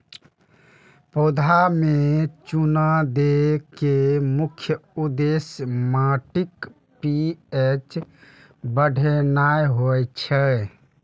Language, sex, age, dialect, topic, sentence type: Maithili, male, 18-24, Eastern / Thethi, agriculture, statement